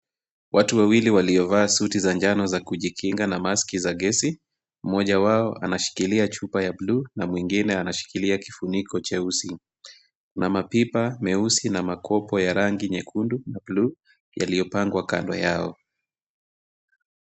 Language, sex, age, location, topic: Swahili, male, 25-35, Kisumu, health